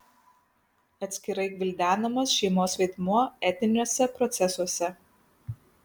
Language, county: Lithuanian, Kaunas